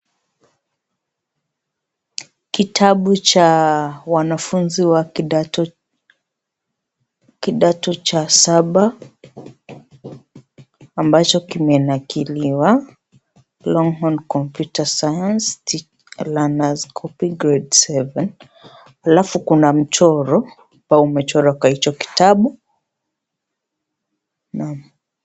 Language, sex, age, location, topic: Swahili, female, 25-35, Kisii, education